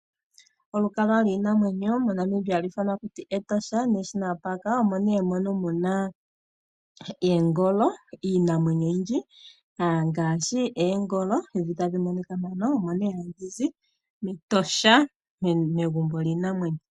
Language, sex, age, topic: Oshiwambo, female, 25-35, agriculture